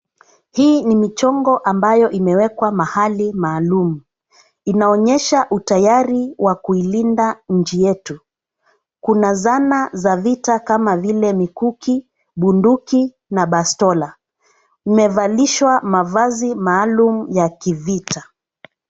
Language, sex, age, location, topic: Swahili, female, 36-49, Nairobi, government